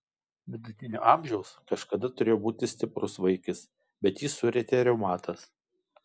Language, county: Lithuanian, Kaunas